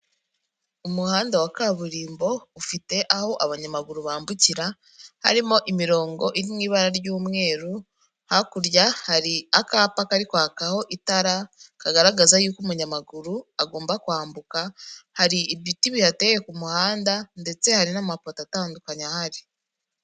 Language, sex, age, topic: Kinyarwanda, female, 25-35, government